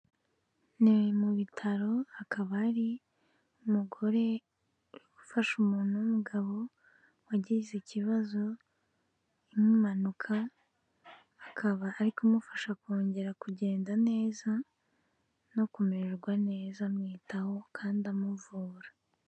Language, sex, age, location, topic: Kinyarwanda, female, 18-24, Kigali, health